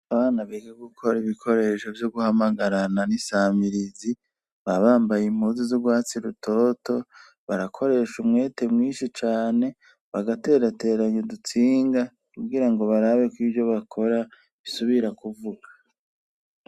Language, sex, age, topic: Rundi, male, 36-49, education